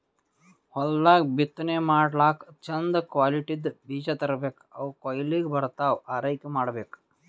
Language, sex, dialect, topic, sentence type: Kannada, male, Northeastern, agriculture, statement